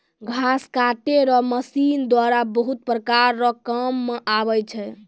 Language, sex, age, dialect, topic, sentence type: Maithili, female, 18-24, Angika, agriculture, statement